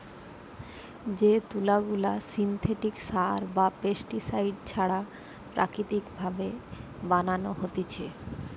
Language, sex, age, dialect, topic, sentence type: Bengali, male, 25-30, Western, agriculture, statement